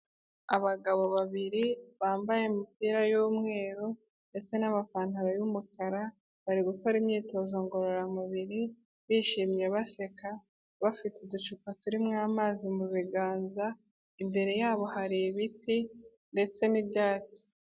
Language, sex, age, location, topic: Kinyarwanda, female, 18-24, Kigali, health